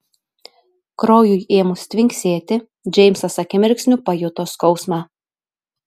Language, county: Lithuanian, Telšiai